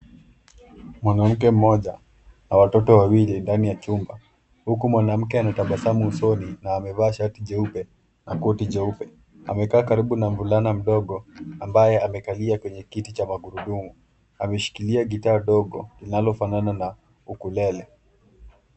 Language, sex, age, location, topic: Swahili, male, 18-24, Nairobi, education